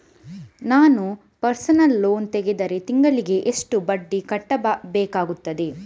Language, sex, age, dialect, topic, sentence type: Kannada, female, 18-24, Coastal/Dakshin, banking, question